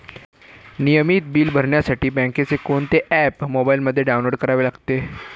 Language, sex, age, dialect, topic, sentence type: Marathi, male, <18, Standard Marathi, banking, question